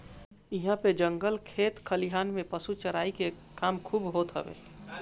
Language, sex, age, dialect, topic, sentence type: Bhojpuri, male, 25-30, Northern, agriculture, statement